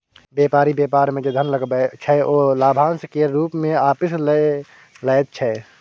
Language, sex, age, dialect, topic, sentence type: Maithili, male, 18-24, Bajjika, banking, statement